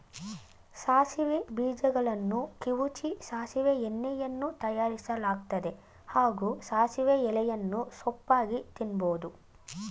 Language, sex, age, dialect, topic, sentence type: Kannada, female, 25-30, Mysore Kannada, agriculture, statement